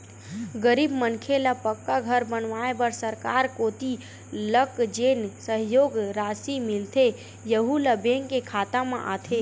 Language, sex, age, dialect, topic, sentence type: Chhattisgarhi, male, 25-30, Western/Budati/Khatahi, banking, statement